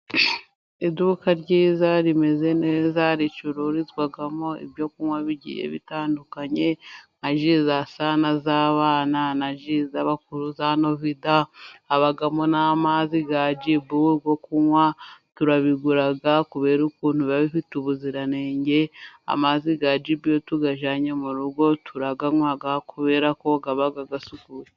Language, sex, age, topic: Kinyarwanda, female, 25-35, finance